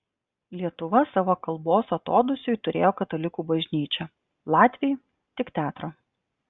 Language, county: Lithuanian, Klaipėda